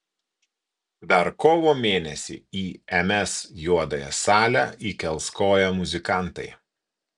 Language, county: Lithuanian, Kaunas